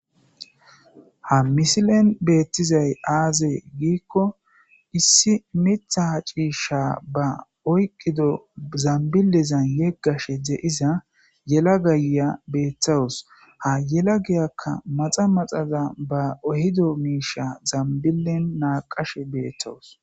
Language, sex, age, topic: Gamo, male, 25-35, agriculture